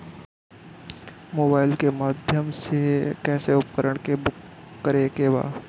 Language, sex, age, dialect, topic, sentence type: Bhojpuri, male, 25-30, Northern, agriculture, question